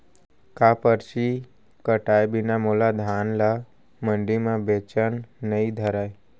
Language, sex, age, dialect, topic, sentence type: Chhattisgarhi, male, 25-30, Central, agriculture, question